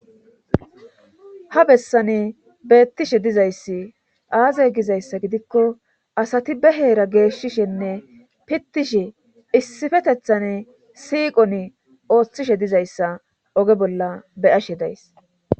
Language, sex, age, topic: Gamo, female, 25-35, government